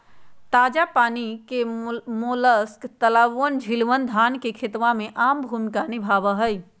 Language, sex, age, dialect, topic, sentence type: Magahi, female, 46-50, Western, agriculture, statement